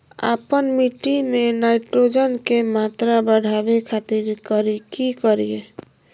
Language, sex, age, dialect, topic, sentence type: Magahi, female, 25-30, Southern, agriculture, question